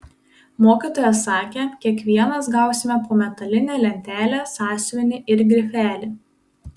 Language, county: Lithuanian, Panevėžys